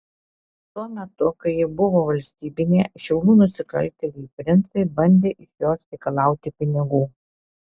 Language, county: Lithuanian, Alytus